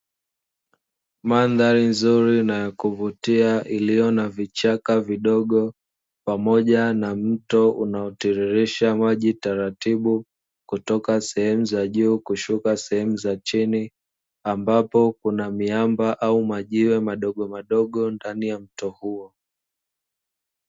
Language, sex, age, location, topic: Swahili, male, 25-35, Dar es Salaam, agriculture